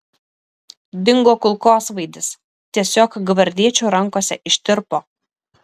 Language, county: Lithuanian, Šiauliai